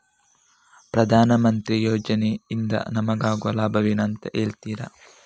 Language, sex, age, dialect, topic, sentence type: Kannada, male, 36-40, Coastal/Dakshin, banking, question